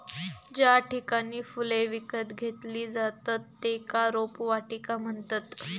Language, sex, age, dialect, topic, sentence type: Marathi, female, 18-24, Southern Konkan, agriculture, statement